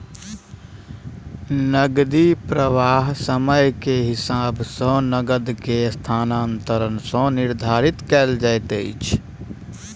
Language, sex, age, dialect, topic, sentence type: Maithili, male, 18-24, Southern/Standard, banking, statement